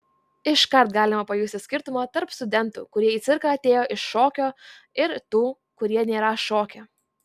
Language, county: Lithuanian, Vilnius